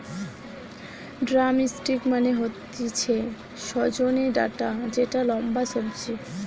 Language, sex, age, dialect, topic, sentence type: Bengali, female, 18-24, Western, agriculture, statement